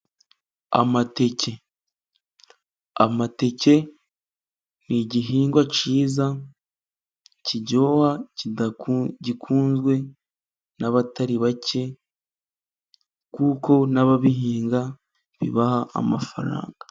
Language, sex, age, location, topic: Kinyarwanda, male, 25-35, Musanze, agriculture